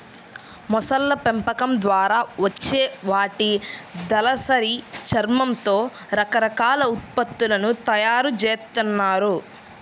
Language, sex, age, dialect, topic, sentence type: Telugu, female, 31-35, Central/Coastal, agriculture, statement